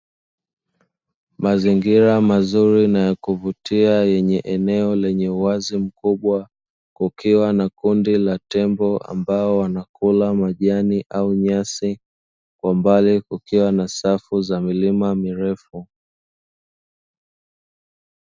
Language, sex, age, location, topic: Swahili, male, 25-35, Dar es Salaam, agriculture